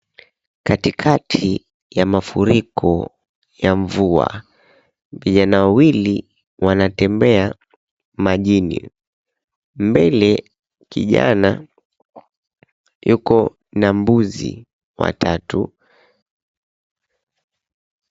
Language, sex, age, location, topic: Swahili, female, 18-24, Mombasa, health